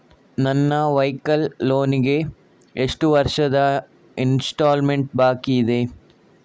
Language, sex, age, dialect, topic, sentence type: Kannada, male, 36-40, Coastal/Dakshin, banking, question